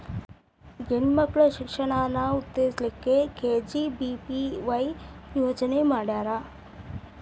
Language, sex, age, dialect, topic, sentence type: Kannada, female, 25-30, Dharwad Kannada, banking, statement